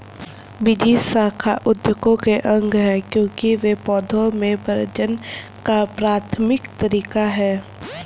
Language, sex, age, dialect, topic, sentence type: Hindi, female, 31-35, Kanauji Braj Bhasha, agriculture, statement